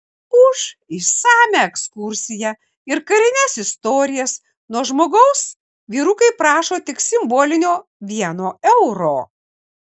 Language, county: Lithuanian, Kaunas